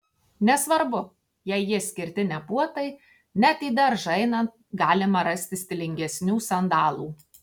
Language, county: Lithuanian, Tauragė